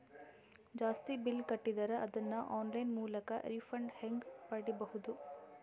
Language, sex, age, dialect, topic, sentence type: Kannada, female, 18-24, Northeastern, banking, question